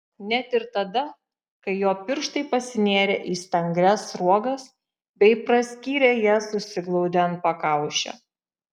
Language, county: Lithuanian, Šiauliai